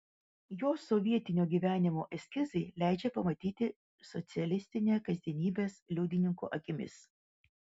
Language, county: Lithuanian, Vilnius